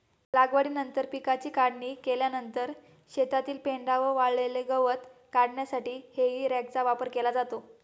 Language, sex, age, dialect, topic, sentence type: Marathi, female, 18-24, Standard Marathi, agriculture, statement